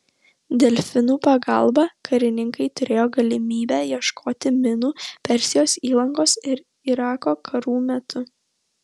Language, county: Lithuanian, Vilnius